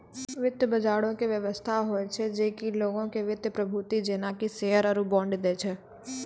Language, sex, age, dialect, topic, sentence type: Maithili, female, 18-24, Angika, banking, statement